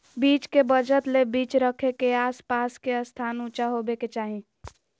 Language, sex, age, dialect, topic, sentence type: Magahi, female, 31-35, Southern, agriculture, statement